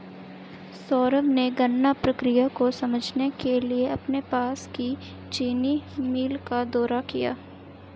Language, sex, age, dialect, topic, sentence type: Hindi, female, 18-24, Hindustani Malvi Khadi Boli, agriculture, statement